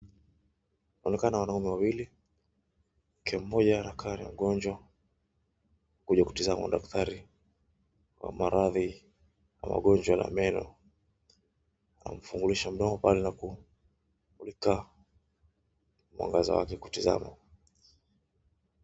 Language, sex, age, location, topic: Swahili, male, 25-35, Wajir, health